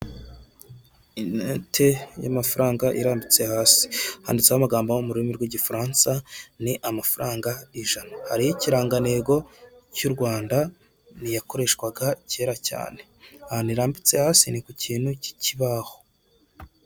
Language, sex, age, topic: Kinyarwanda, male, 25-35, finance